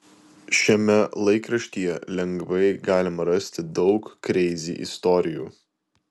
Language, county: Lithuanian, Vilnius